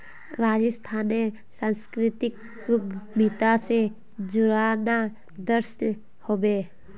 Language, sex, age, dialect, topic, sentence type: Magahi, female, 18-24, Northeastern/Surjapuri, banking, statement